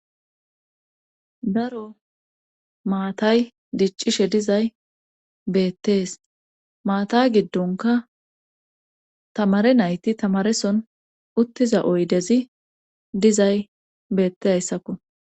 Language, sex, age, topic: Gamo, female, 25-35, government